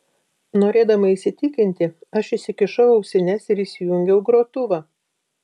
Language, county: Lithuanian, Vilnius